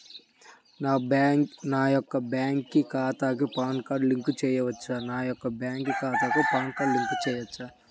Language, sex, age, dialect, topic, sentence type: Telugu, male, 18-24, Central/Coastal, banking, question